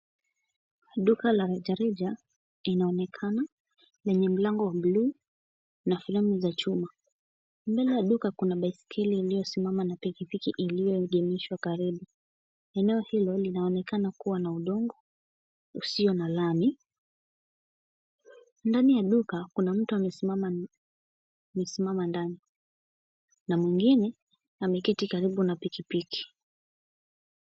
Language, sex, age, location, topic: Swahili, female, 18-24, Kisumu, finance